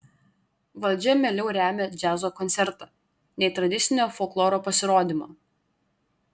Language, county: Lithuanian, Klaipėda